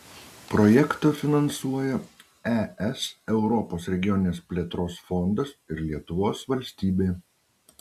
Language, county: Lithuanian, Utena